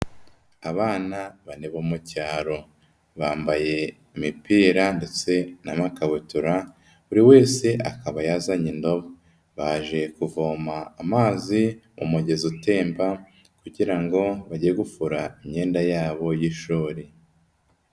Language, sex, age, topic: Kinyarwanda, female, 18-24, health